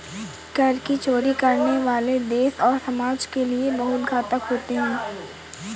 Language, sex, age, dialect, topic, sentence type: Hindi, female, 18-24, Awadhi Bundeli, banking, statement